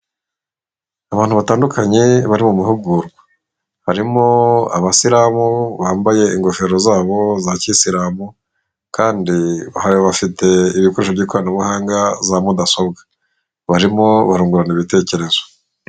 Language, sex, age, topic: Kinyarwanda, male, 25-35, government